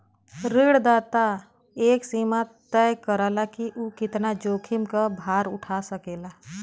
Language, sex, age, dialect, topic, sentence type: Bhojpuri, female, 36-40, Western, banking, statement